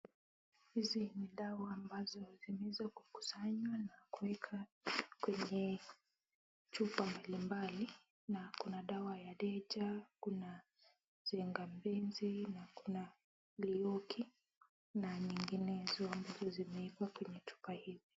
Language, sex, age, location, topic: Swahili, female, 18-24, Kisumu, health